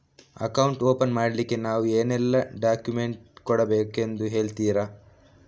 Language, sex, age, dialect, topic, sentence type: Kannada, male, 18-24, Coastal/Dakshin, banking, question